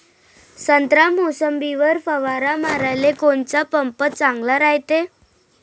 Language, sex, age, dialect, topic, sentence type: Marathi, female, 25-30, Varhadi, agriculture, question